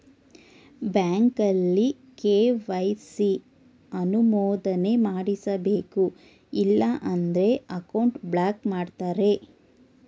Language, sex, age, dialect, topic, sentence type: Kannada, female, 25-30, Mysore Kannada, banking, statement